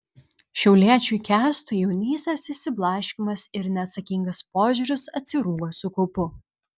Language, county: Lithuanian, Vilnius